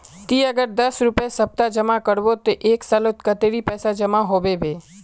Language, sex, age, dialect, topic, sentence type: Magahi, male, 18-24, Northeastern/Surjapuri, banking, question